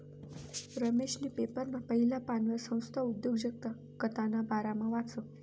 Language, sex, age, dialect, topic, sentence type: Marathi, female, 25-30, Northern Konkan, banking, statement